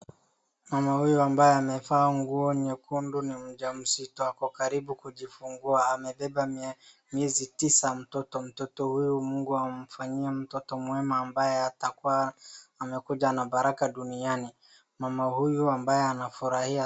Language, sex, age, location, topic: Swahili, female, 25-35, Wajir, finance